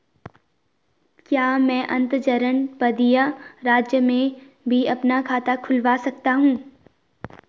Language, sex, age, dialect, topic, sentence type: Hindi, female, 18-24, Garhwali, banking, question